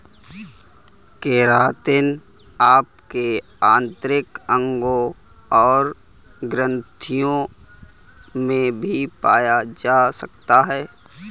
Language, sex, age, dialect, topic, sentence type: Hindi, male, 18-24, Kanauji Braj Bhasha, agriculture, statement